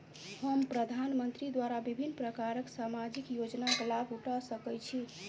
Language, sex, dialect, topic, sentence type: Maithili, male, Southern/Standard, banking, question